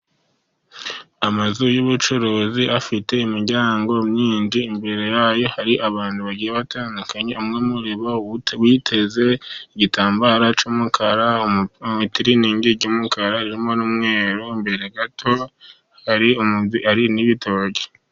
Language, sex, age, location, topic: Kinyarwanda, male, 50+, Musanze, finance